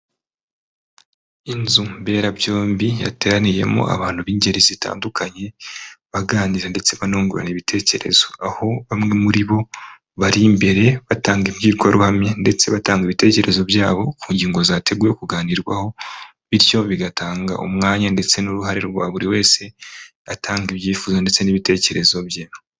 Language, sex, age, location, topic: Kinyarwanda, female, 25-35, Kigali, government